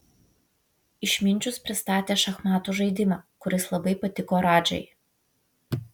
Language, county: Lithuanian, Vilnius